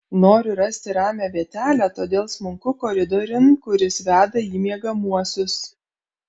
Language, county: Lithuanian, Kaunas